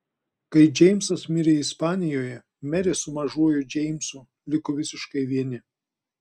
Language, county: Lithuanian, Klaipėda